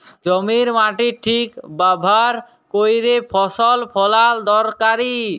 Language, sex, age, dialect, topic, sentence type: Bengali, male, 18-24, Jharkhandi, agriculture, statement